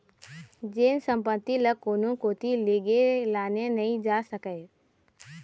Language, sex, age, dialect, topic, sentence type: Chhattisgarhi, male, 41-45, Eastern, banking, statement